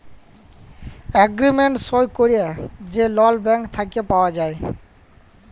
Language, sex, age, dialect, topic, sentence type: Bengali, male, 18-24, Jharkhandi, banking, statement